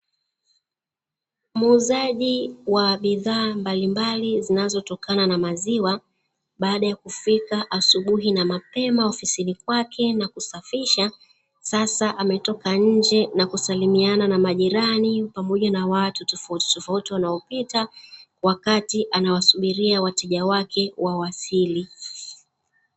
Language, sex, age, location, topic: Swahili, female, 36-49, Dar es Salaam, finance